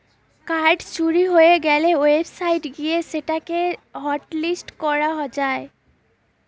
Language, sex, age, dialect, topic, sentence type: Bengali, female, 18-24, Western, banking, statement